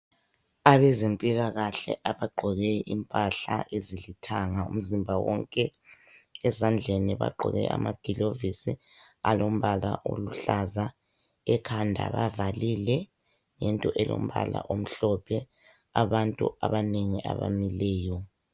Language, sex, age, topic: North Ndebele, male, 25-35, health